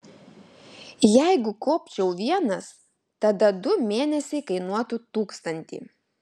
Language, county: Lithuanian, Alytus